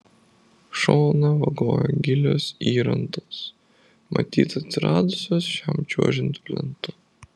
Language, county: Lithuanian, Vilnius